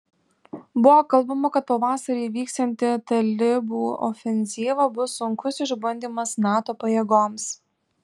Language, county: Lithuanian, Alytus